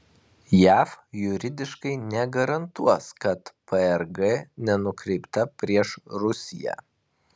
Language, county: Lithuanian, Kaunas